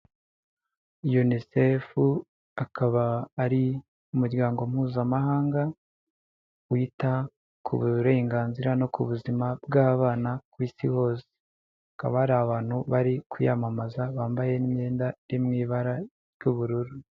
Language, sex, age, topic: Kinyarwanda, male, 18-24, health